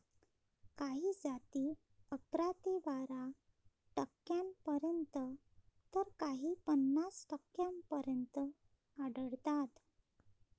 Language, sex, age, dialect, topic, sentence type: Marathi, female, 31-35, Varhadi, agriculture, statement